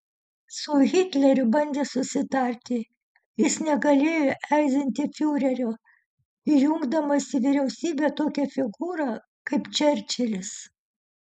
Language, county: Lithuanian, Utena